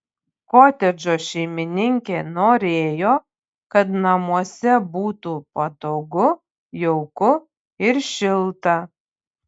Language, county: Lithuanian, Panevėžys